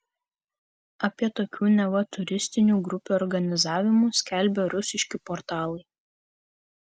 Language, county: Lithuanian, Kaunas